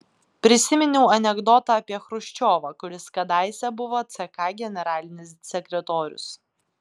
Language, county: Lithuanian, Klaipėda